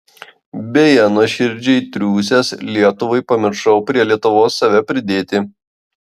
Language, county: Lithuanian, Klaipėda